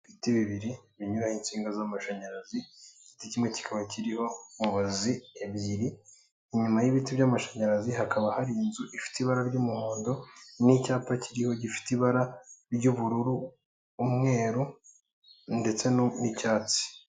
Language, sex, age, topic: Kinyarwanda, male, 18-24, government